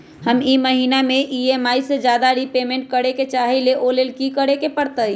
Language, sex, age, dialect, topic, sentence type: Magahi, female, 25-30, Western, banking, question